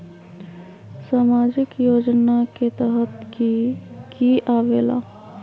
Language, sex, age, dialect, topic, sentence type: Magahi, female, 25-30, Western, banking, question